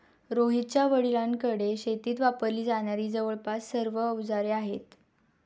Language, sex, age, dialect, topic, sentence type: Marathi, female, 18-24, Standard Marathi, agriculture, statement